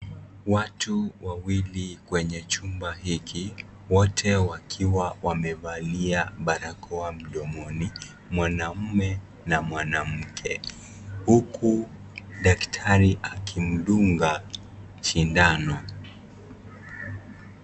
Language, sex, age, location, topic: Swahili, male, 18-24, Kisii, health